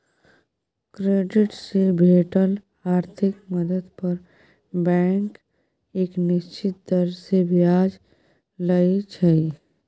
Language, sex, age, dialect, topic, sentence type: Maithili, female, 18-24, Bajjika, banking, statement